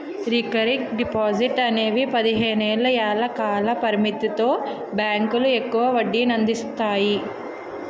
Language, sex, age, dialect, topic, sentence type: Telugu, female, 18-24, Utterandhra, banking, statement